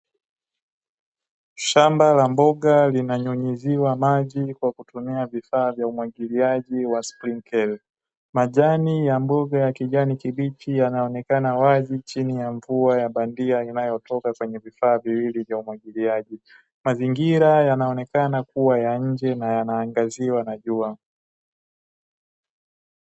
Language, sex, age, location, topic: Swahili, male, 18-24, Dar es Salaam, agriculture